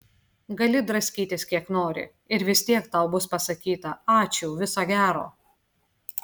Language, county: Lithuanian, Klaipėda